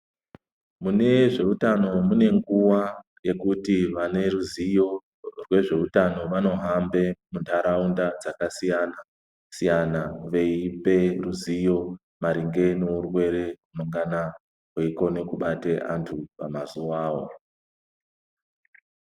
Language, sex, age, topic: Ndau, male, 50+, health